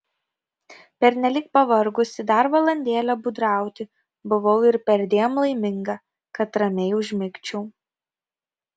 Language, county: Lithuanian, Kaunas